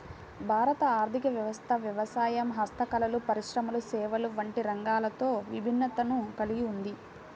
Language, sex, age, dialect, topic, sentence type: Telugu, female, 18-24, Central/Coastal, agriculture, statement